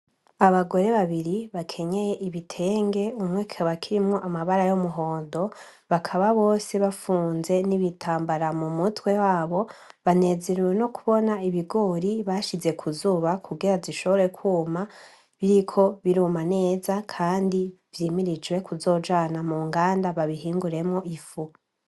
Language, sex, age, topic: Rundi, male, 18-24, agriculture